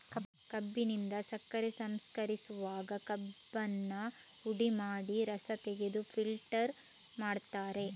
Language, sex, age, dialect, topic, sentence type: Kannada, female, 36-40, Coastal/Dakshin, agriculture, statement